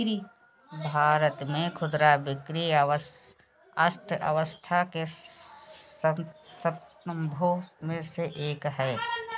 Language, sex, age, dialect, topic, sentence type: Hindi, female, 56-60, Kanauji Braj Bhasha, agriculture, statement